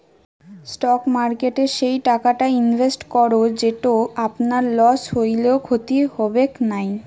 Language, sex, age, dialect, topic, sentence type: Bengali, female, 18-24, Western, banking, statement